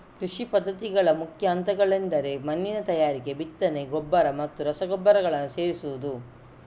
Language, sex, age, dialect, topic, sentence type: Kannada, female, 41-45, Coastal/Dakshin, agriculture, statement